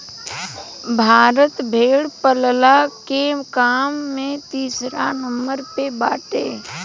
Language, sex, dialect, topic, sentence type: Bhojpuri, female, Western, agriculture, statement